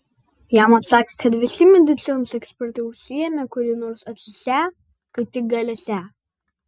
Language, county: Lithuanian, Vilnius